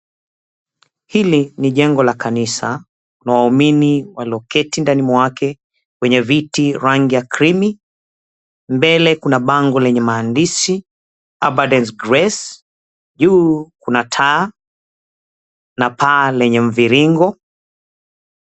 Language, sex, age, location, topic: Swahili, male, 36-49, Mombasa, government